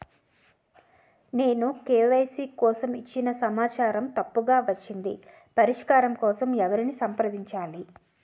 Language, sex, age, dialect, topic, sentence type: Telugu, female, 36-40, Utterandhra, banking, question